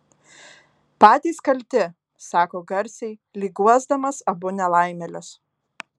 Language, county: Lithuanian, Alytus